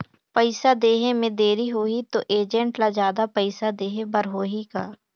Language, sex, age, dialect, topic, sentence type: Chhattisgarhi, female, 18-24, Northern/Bhandar, banking, question